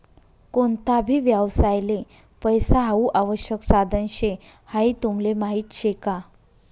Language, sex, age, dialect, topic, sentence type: Marathi, female, 31-35, Northern Konkan, banking, statement